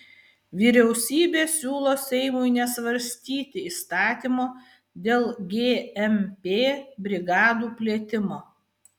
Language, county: Lithuanian, Vilnius